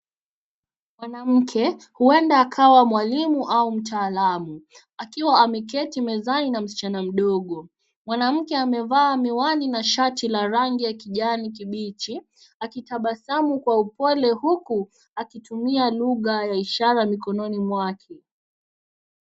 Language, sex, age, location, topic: Swahili, female, 18-24, Nairobi, education